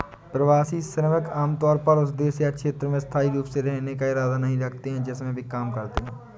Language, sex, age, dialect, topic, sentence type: Hindi, male, 18-24, Awadhi Bundeli, agriculture, statement